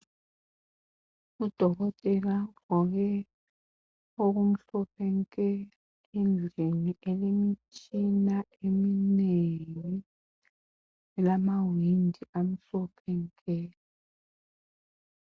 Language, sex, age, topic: North Ndebele, female, 50+, health